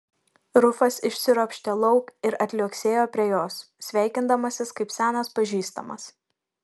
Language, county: Lithuanian, Šiauliai